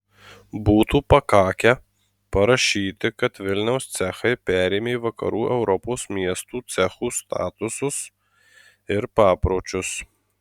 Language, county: Lithuanian, Marijampolė